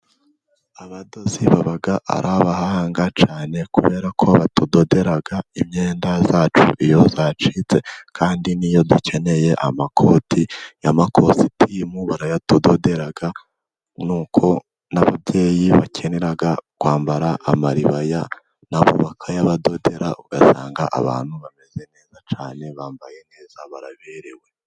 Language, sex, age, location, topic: Kinyarwanda, male, 18-24, Musanze, education